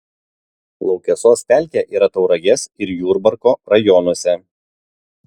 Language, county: Lithuanian, Vilnius